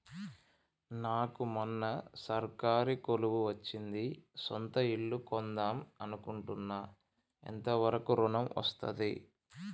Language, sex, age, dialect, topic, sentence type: Telugu, male, 25-30, Telangana, banking, question